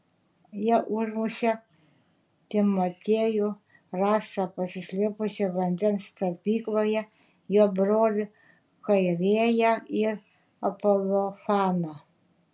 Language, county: Lithuanian, Šiauliai